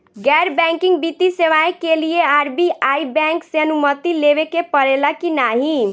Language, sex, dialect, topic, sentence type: Bhojpuri, female, Northern, banking, question